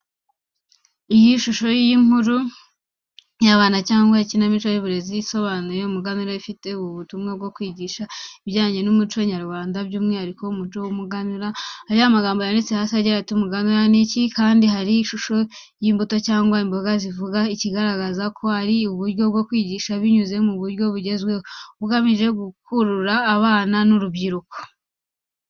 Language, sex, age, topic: Kinyarwanda, female, 18-24, education